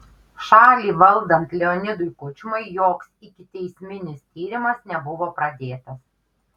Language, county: Lithuanian, Kaunas